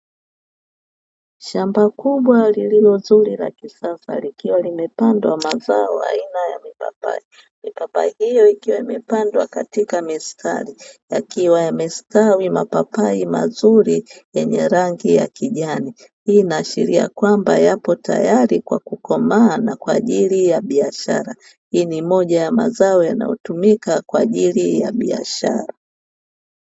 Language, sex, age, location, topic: Swahili, female, 25-35, Dar es Salaam, agriculture